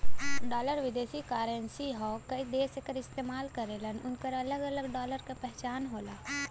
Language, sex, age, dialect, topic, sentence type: Bhojpuri, female, 18-24, Western, banking, statement